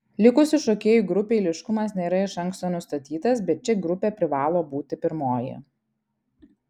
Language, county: Lithuanian, Kaunas